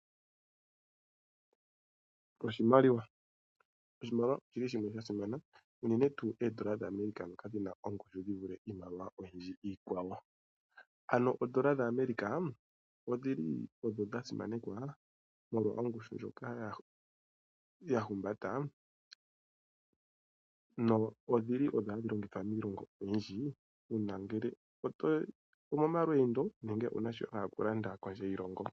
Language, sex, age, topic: Oshiwambo, male, 25-35, finance